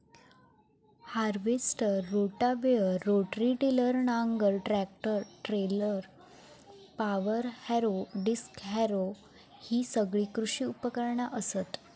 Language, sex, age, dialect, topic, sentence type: Marathi, female, 18-24, Southern Konkan, agriculture, statement